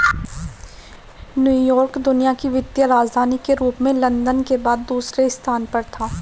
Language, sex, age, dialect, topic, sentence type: Hindi, male, 25-30, Marwari Dhudhari, banking, statement